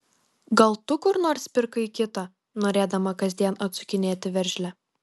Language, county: Lithuanian, Kaunas